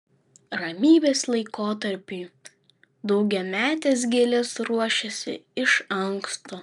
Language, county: Lithuanian, Vilnius